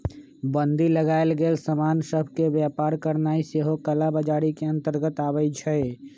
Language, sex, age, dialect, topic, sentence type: Magahi, male, 25-30, Western, banking, statement